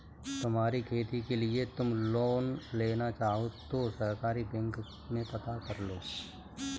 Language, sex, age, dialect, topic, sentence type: Hindi, female, 18-24, Kanauji Braj Bhasha, banking, statement